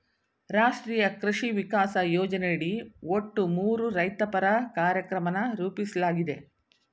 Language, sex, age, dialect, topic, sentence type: Kannada, female, 60-100, Mysore Kannada, agriculture, statement